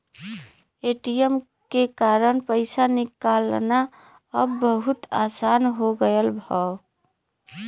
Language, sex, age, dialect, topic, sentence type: Bhojpuri, female, 25-30, Western, banking, statement